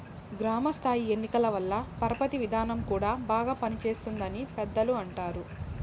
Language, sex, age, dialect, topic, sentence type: Telugu, female, 18-24, Southern, banking, statement